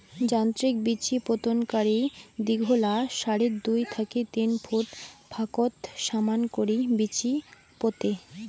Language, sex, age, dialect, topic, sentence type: Bengali, female, <18, Rajbangshi, agriculture, statement